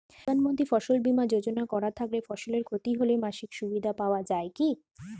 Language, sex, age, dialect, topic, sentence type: Bengali, female, 25-30, Standard Colloquial, agriculture, question